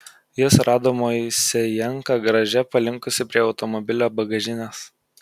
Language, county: Lithuanian, Kaunas